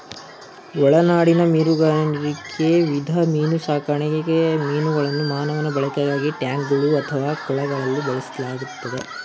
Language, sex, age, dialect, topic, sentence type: Kannada, male, 18-24, Mysore Kannada, agriculture, statement